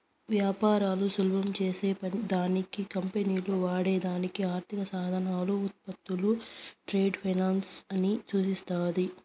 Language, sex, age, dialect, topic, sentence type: Telugu, female, 56-60, Southern, banking, statement